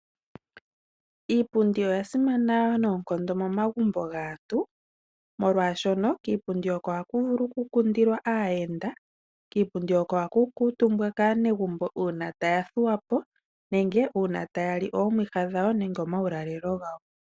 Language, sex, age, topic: Oshiwambo, female, 36-49, finance